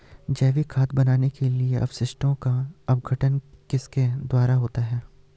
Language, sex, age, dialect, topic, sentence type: Hindi, male, 18-24, Hindustani Malvi Khadi Boli, agriculture, question